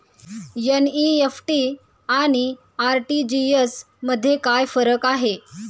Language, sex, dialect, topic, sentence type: Marathi, female, Standard Marathi, banking, question